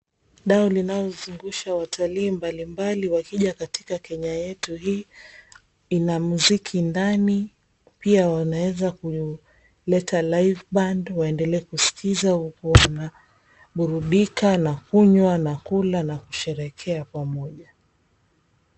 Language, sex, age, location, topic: Swahili, female, 25-35, Mombasa, government